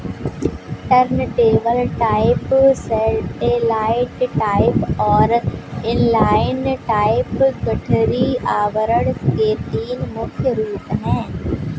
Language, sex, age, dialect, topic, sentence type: Hindi, female, 18-24, Kanauji Braj Bhasha, agriculture, statement